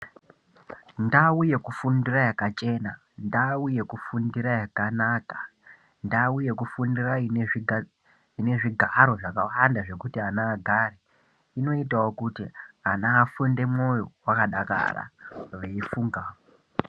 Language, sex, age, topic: Ndau, male, 18-24, education